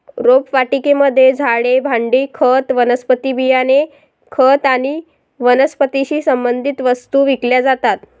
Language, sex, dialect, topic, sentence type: Marathi, female, Varhadi, agriculture, statement